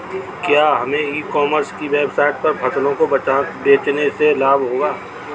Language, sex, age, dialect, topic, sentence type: Hindi, male, 36-40, Kanauji Braj Bhasha, agriculture, question